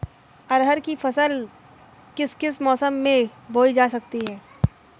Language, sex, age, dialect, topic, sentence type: Hindi, female, 18-24, Awadhi Bundeli, agriculture, question